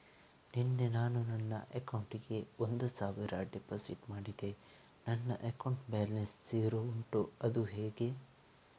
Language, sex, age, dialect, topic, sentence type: Kannada, male, 18-24, Coastal/Dakshin, banking, question